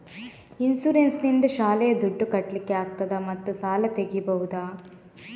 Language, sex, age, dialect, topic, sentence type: Kannada, female, 31-35, Coastal/Dakshin, banking, question